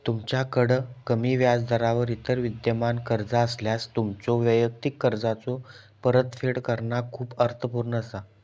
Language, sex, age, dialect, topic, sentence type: Marathi, male, 18-24, Southern Konkan, banking, statement